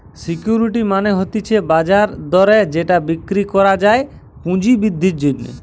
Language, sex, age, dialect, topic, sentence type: Bengali, male, <18, Western, banking, statement